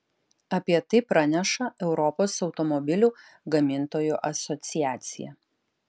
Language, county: Lithuanian, Utena